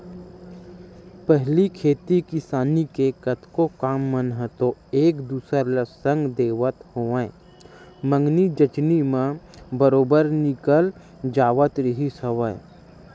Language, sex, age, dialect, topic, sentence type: Chhattisgarhi, male, 25-30, Western/Budati/Khatahi, banking, statement